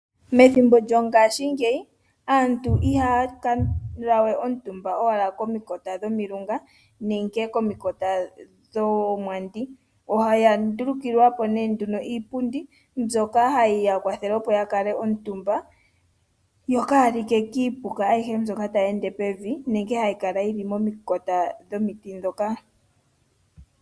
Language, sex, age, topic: Oshiwambo, female, 25-35, finance